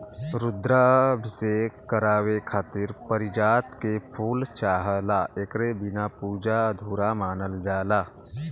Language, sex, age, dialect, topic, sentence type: Bhojpuri, male, 25-30, Western, agriculture, statement